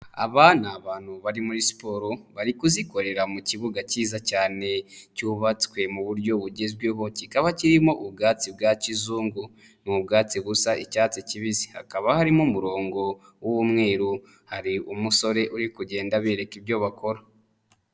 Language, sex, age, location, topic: Kinyarwanda, male, 25-35, Nyagatare, government